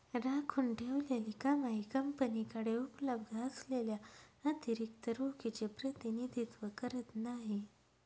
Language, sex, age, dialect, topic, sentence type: Marathi, female, 25-30, Northern Konkan, banking, statement